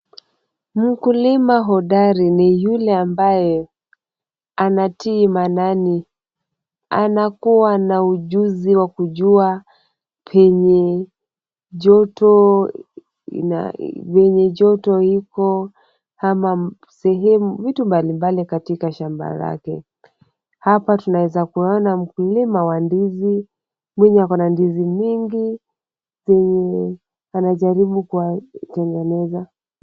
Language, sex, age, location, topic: Swahili, female, 25-35, Kisumu, agriculture